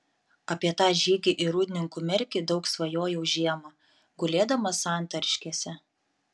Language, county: Lithuanian, Panevėžys